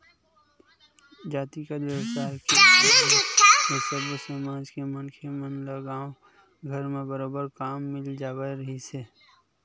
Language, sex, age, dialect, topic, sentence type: Chhattisgarhi, male, 25-30, Western/Budati/Khatahi, banking, statement